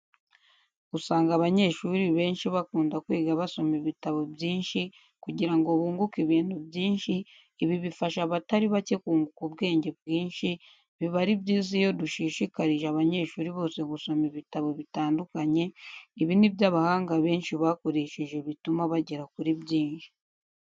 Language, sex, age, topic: Kinyarwanda, female, 18-24, education